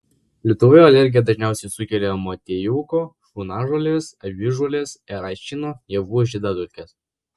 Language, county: Lithuanian, Vilnius